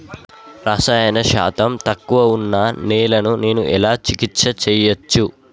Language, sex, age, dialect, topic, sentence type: Telugu, male, 51-55, Telangana, agriculture, question